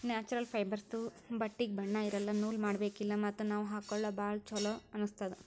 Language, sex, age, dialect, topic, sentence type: Kannada, female, 18-24, Northeastern, agriculture, statement